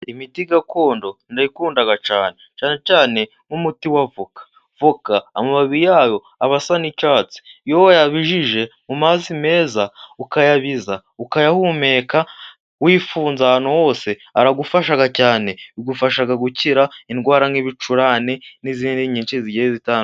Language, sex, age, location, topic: Kinyarwanda, male, 18-24, Musanze, health